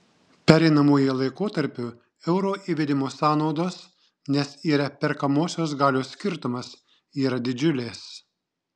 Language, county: Lithuanian, Šiauliai